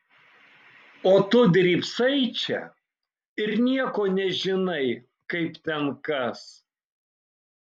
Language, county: Lithuanian, Kaunas